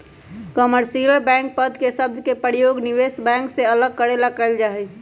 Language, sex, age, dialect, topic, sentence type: Magahi, female, 25-30, Western, banking, statement